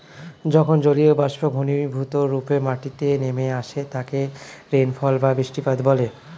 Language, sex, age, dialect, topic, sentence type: Bengali, male, 25-30, Standard Colloquial, agriculture, statement